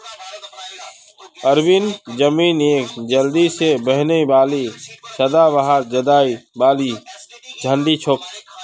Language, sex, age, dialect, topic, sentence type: Magahi, male, 36-40, Northeastern/Surjapuri, agriculture, statement